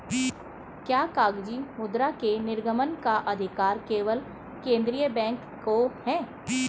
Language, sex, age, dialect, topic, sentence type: Hindi, female, 41-45, Hindustani Malvi Khadi Boli, banking, statement